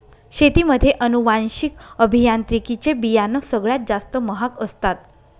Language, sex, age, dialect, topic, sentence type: Marathi, female, 25-30, Northern Konkan, agriculture, statement